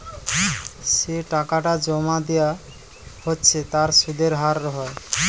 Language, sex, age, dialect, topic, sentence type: Bengali, female, 18-24, Western, banking, statement